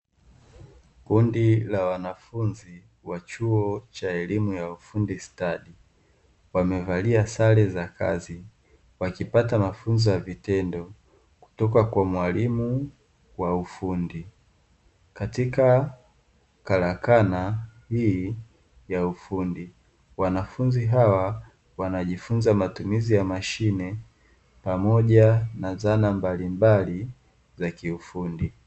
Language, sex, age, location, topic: Swahili, male, 18-24, Dar es Salaam, education